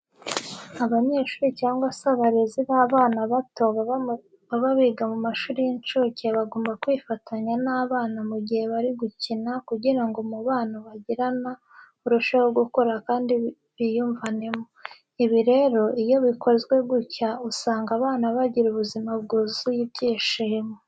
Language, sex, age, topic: Kinyarwanda, female, 25-35, education